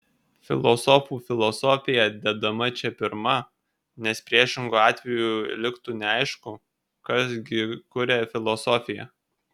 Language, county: Lithuanian, Kaunas